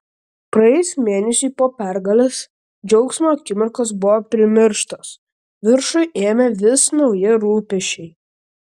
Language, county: Lithuanian, Klaipėda